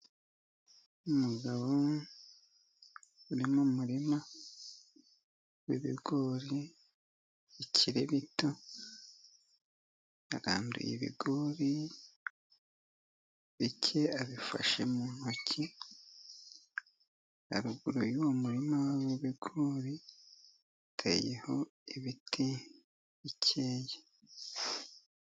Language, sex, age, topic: Kinyarwanda, male, 50+, agriculture